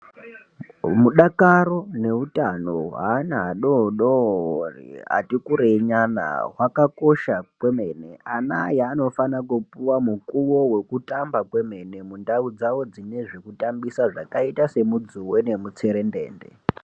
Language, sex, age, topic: Ndau, male, 18-24, health